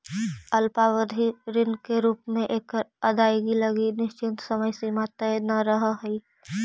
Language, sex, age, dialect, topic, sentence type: Magahi, female, 18-24, Central/Standard, banking, statement